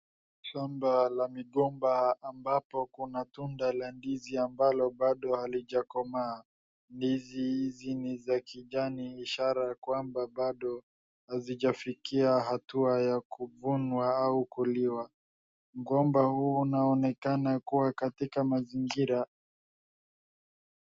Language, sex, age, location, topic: Swahili, male, 50+, Wajir, agriculture